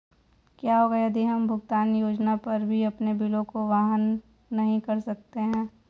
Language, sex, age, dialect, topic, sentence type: Hindi, female, 18-24, Hindustani Malvi Khadi Boli, banking, question